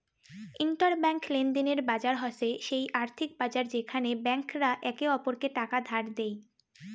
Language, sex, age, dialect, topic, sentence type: Bengali, female, 18-24, Rajbangshi, banking, statement